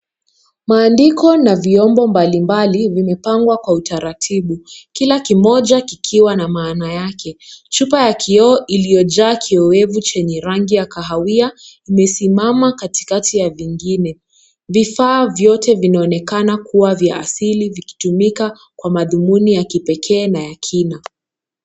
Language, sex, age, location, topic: Swahili, female, 18-24, Kisumu, health